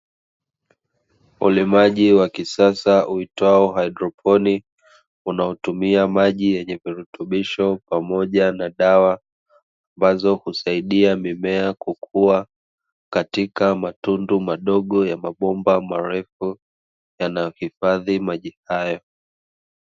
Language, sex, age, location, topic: Swahili, male, 25-35, Dar es Salaam, agriculture